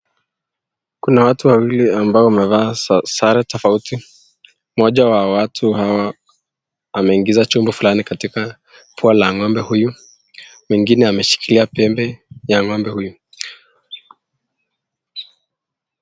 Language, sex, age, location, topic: Swahili, male, 18-24, Nakuru, health